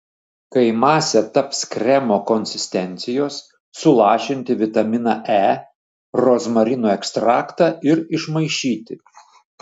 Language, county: Lithuanian, Šiauliai